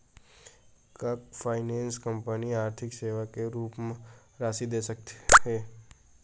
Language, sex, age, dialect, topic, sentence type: Chhattisgarhi, male, 18-24, Western/Budati/Khatahi, banking, question